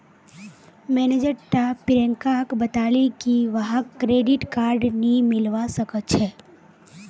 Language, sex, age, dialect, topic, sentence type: Magahi, female, 18-24, Northeastern/Surjapuri, banking, statement